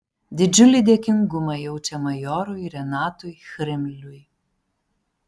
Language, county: Lithuanian, Panevėžys